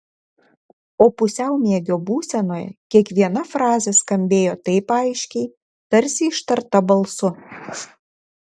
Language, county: Lithuanian, Šiauliai